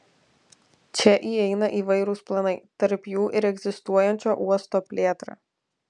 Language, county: Lithuanian, Alytus